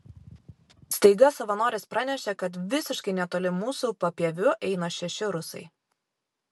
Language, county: Lithuanian, Vilnius